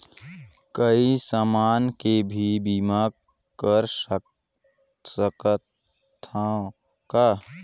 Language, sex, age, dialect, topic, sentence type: Chhattisgarhi, male, 18-24, Northern/Bhandar, banking, question